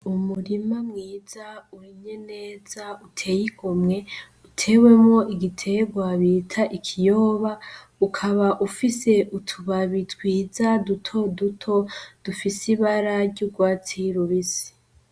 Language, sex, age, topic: Rundi, female, 18-24, agriculture